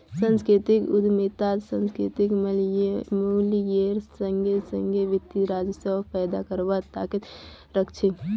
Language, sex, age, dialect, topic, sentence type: Magahi, female, 18-24, Northeastern/Surjapuri, banking, statement